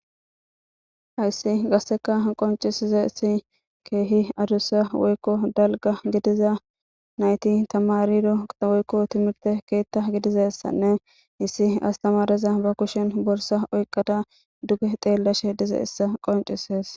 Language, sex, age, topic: Gamo, male, 18-24, government